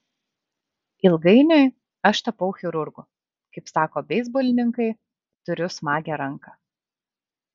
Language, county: Lithuanian, Kaunas